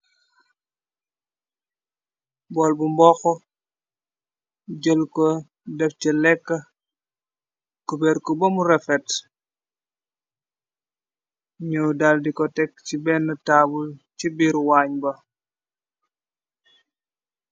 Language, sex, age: Wolof, male, 25-35